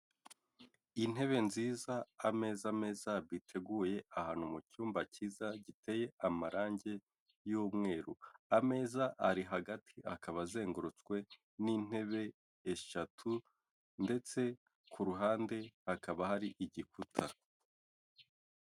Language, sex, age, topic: Kinyarwanda, male, 18-24, finance